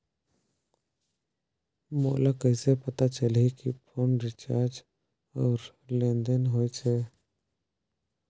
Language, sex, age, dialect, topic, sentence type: Chhattisgarhi, male, 18-24, Northern/Bhandar, banking, question